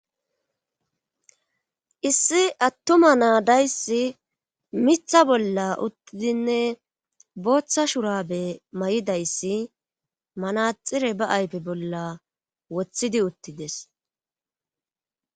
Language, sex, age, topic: Gamo, female, 25-35, government